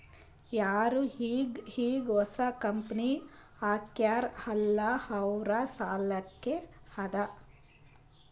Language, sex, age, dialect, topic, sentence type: Kannada, female, 31-35, Northeastern, banking, statement